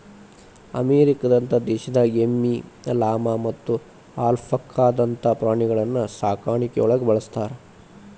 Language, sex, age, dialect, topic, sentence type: Kannada, male, 25-30, Dharwad Kannada, agriculture, statement